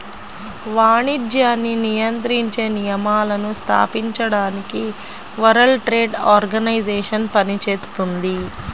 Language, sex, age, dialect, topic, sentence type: Telugu, female, 25-30, Central/Coastal, banking, statement